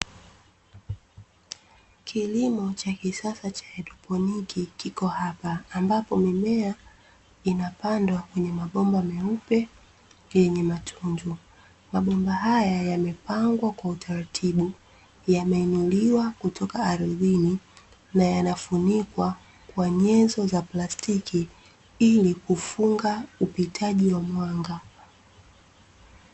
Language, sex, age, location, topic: Swahili, female, 25-35, Dar es Salaam, agriculture